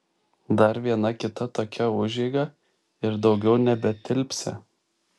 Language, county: Lithuanian, Šiauliai